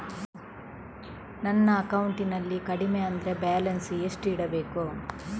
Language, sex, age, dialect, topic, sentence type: Kannada, female, 18-24, Coastal/Dakshin, banking, question